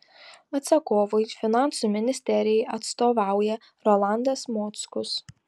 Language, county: Lithuanian, Tauragė